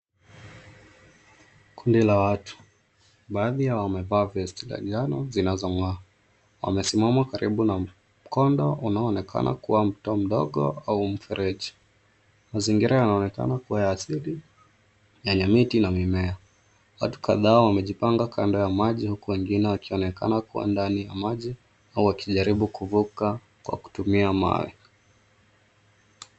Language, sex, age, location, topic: Swahili, male, 25-35, Nairobi, government